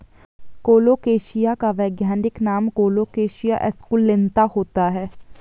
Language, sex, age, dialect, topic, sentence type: Hindi, female, 18-24, Garhwali, agriculture, statement